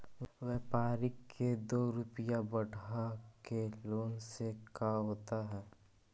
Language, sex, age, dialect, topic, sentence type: Magahi, female, 18-24, Central/Standard, agriculture, question